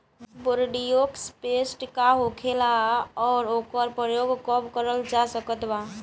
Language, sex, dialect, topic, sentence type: Bhojpuri, female, Southern / Standard, agriculture, question